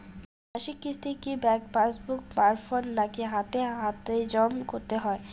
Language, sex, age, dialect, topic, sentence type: Bengali, female, 18-24, Rajbangshi, banking, question